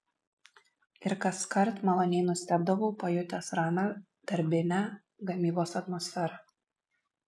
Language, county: Lithuanian, Vilnius